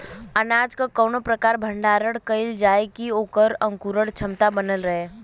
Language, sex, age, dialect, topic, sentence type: Bhojpuri, female, 18-24, Western, agriculture, question